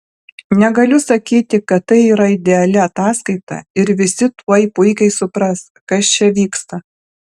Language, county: Lithuanian, Alytus